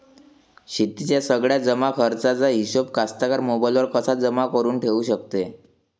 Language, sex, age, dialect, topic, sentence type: Marathi, male, 25-30, Varhadi, agriculture, question